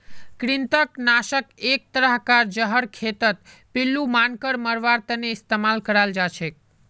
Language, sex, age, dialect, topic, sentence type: Magahi, male, 18-24, Northeastern/Surjapuri, agriculture, statement